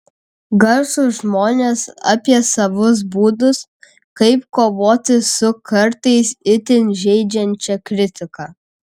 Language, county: Lithuanian, Kaunas